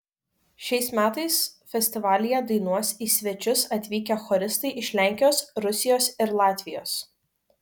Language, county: Lithuanian, Kaunas